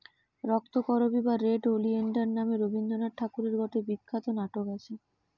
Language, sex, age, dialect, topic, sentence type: Bengali, female, 18-24, Western, agriculture, statement